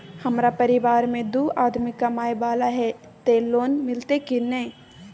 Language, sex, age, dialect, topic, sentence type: Maithili, female, 18-24, Bajjika, banking, question